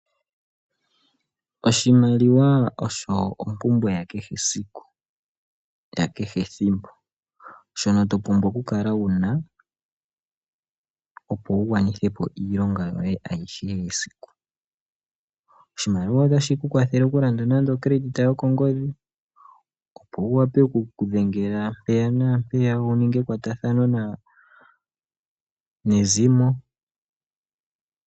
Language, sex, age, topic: Oshiwambo, male, 25-35, finance